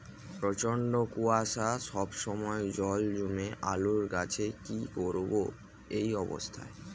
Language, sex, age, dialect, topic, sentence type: Bengali, male, 18-24, Rajbangshi, agriculture, question